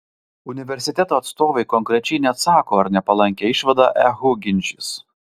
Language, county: Lithuanian, Vilnius